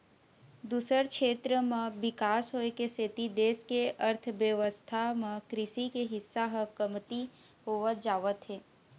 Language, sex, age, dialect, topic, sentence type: Chhattisgarhi, female, 18-24, Eastern, agriculture, statement